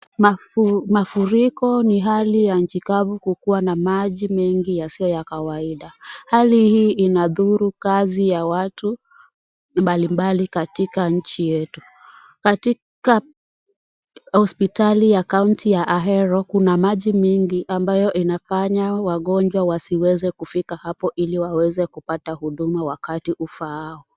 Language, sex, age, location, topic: Swahili, female, 18-24, Kisumu, health